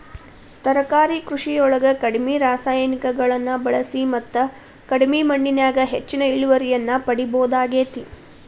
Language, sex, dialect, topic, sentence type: Kannada, female, Dharwad Kannada, agriculture, statement